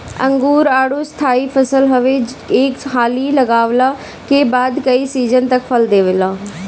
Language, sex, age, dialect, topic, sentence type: Bhojpuri, female, 31-35, Northern, agriculture, statement